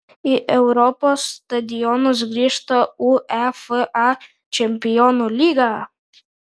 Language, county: Lithuanian, Kaunas